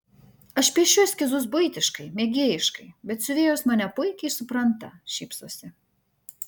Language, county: Lithuanian, Vilnius